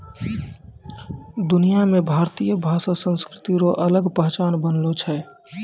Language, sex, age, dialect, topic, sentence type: Maithili, male, 18-24, Angika, banking, statement